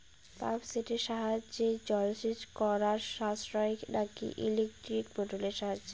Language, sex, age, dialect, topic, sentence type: Bengali, female, 31-35, Rajbangshi, agriculture, question